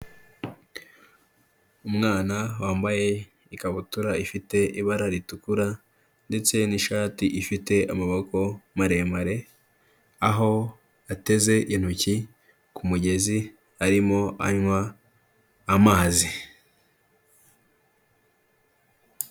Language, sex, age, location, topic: Kinyarwanda, male, 18-24, Kigali, health